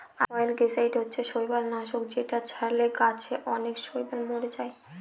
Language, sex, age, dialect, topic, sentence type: Bengali, female, 31-35, Northern/Varendri, agriculture, statement